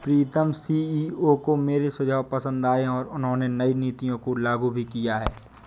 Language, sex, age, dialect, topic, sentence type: Hindi, male, 25-30, Awadhi Bundeli, banking, statement